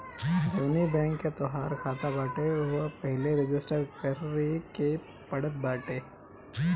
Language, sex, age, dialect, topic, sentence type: Bhojpuri, male, 31-35, Northern, banking, statement